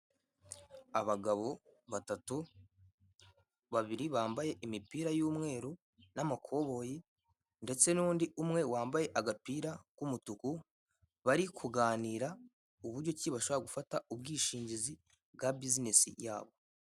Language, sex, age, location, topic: Kinyarwanda, male, 18-24, Kigali, finance